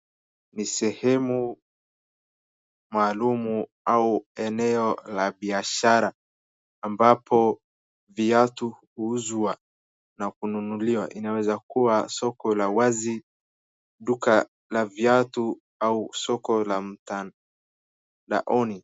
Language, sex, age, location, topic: Swahili, male, 18-24, Wajir, finance